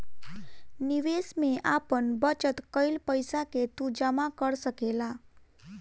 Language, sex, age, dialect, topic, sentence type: Bhojpuri, female, 18-24, Northern, banking, statement